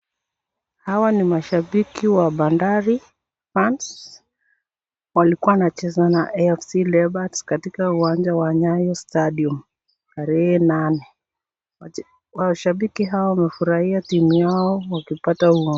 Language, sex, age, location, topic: Swahili, female, 36-49, Nakuru, government